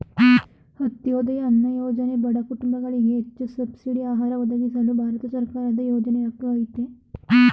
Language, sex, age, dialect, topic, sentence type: Kannada, female, 36-40, Mysore Kannada, agriculture, statement